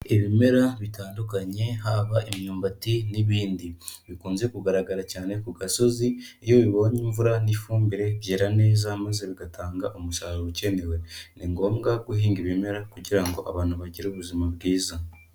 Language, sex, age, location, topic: Kinyarwanda, female, 18-24, Kigali, agriculture